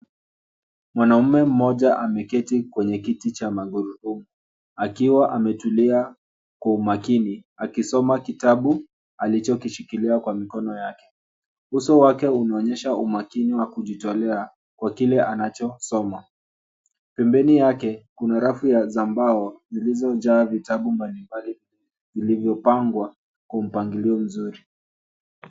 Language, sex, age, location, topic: Swahili, male, 25-35, Nairobi, education